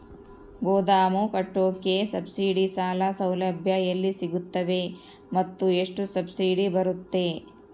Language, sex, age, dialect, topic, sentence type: Kannada, female, 31-35, Central, agriculture, question